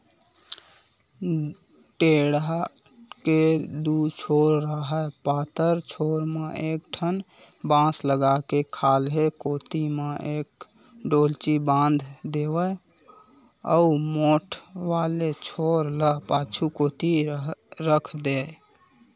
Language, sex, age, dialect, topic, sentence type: Chhattisgarhi, male, 18-24, Western/Budati/Khatahi, agriculture, statement